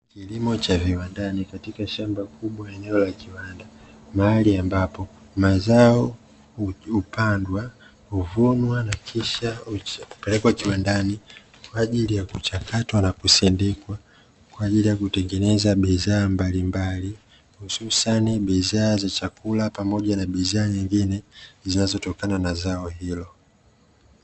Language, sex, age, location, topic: Swahili, male, 25-35, Dar es Salaam, agriculture